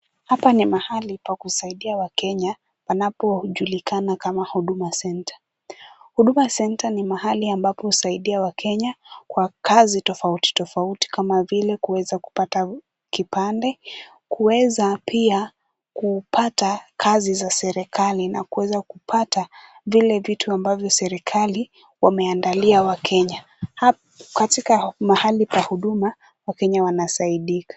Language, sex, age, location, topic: Swahili, female, 18-24, Kisumu, government